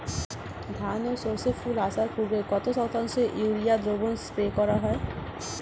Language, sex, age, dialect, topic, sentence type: Bengali, female, 31-35, Standard Colloquial, agriculture, question